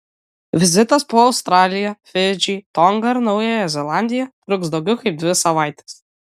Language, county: Lithuanian, Kaunas